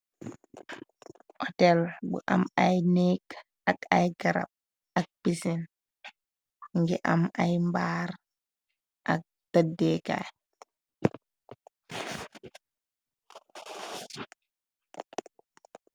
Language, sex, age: Wolof, female, 18-24